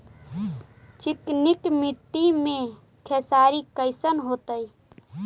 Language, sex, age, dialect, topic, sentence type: Magahi, female, 25-30, Central/Standard, agriculture, question